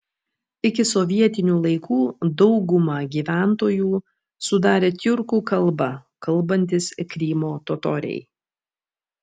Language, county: Lithuanian, Vilnius